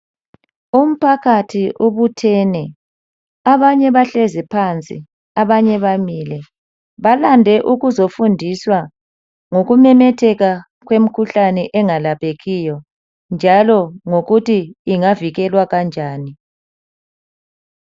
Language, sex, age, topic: North Ndebele, male, 36-49, health